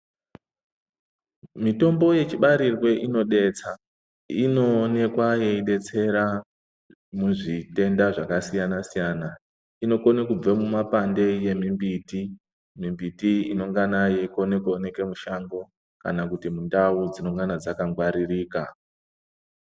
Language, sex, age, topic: Ndau, male, 50+, health